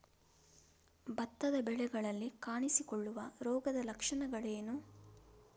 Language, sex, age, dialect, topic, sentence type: Kannada, female, 25-30, Coastal/Dakshin, agriculture, question